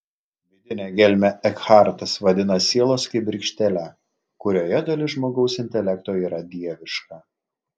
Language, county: Lithuanian, Klaipėda